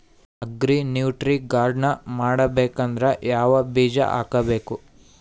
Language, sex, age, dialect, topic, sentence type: Kannada, male, 18-24, Northeastern, agriculture, question